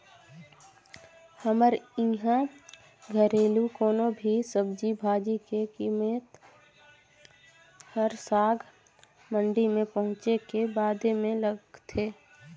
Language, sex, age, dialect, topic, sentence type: Chhattisgarhi, female, 25-30, Northern/Bhandar, banking, statement